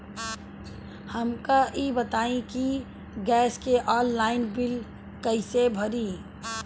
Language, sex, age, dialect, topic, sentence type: Bhojpuri, female, 31-35, Southern / Standard, banking, question